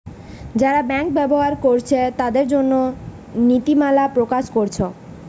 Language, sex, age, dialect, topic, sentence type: Bengali, female, 31-35, Western, banking, statement